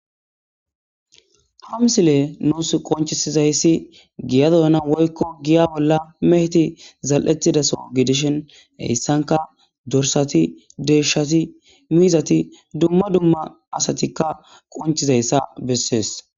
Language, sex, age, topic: Gamo, male, 18-24, agriculture